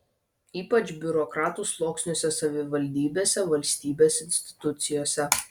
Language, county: Lithuanian, Vilnius